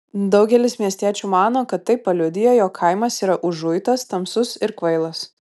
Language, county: Lithuanian, Kaunas